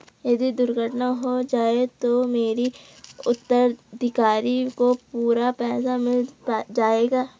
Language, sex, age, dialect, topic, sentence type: Hindi, female, 18-24, Garhwali, banking, question